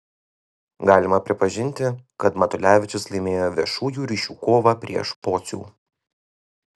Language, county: Lithuanian, Vilnius